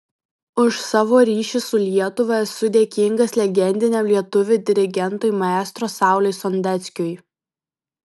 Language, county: Lithuanian, Vilnius